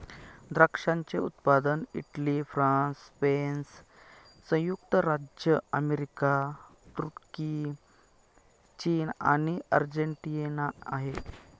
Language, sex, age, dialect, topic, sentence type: Marathi, male, 31-35, Northern Konkan, agriculture, statement